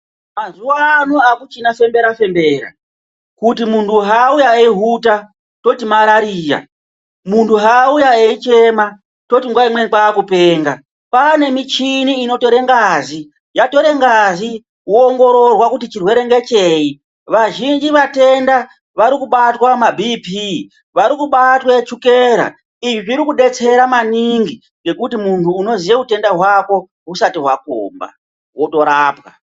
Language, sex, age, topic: Ndau, female, 36-49, health